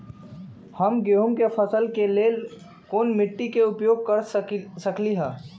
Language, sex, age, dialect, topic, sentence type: Magahi, male, 18-24, Western, agriculture, question